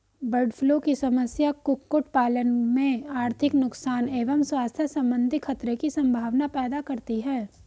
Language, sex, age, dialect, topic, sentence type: Hindi, female, 18-24, Hindustani Malvi Khadi Boli, agriculture, statement